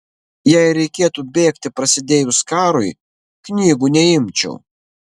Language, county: Lithuanian, Kaunas